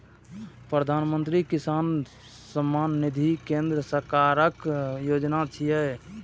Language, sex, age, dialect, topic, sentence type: Maithili, male, 31-35, Eastern / Thethi, agriculture, statement